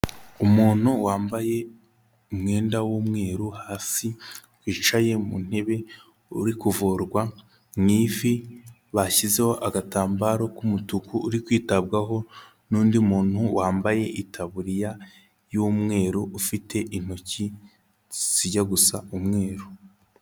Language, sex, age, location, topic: Kinyarwanda, male, 18-24, Kigali, health